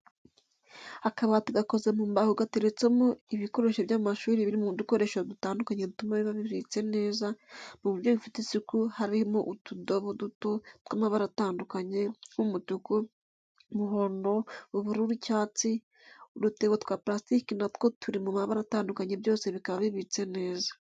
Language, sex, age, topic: Kinyarwanda, female, 18-24, education